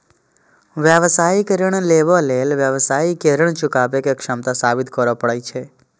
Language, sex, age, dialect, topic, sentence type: Maithili, male, 25-30, Eastern / Thethi, banking, statement